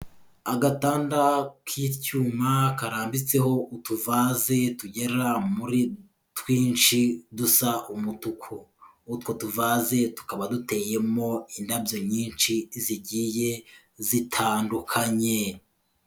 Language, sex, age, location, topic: Kinyarwanda, male, 25-35, Kigali, health